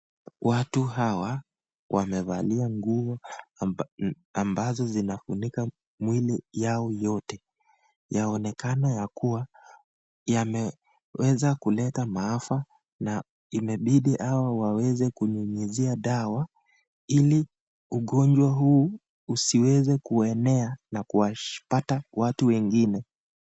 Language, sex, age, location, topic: Swahili, male, 18-24, Nakuru, health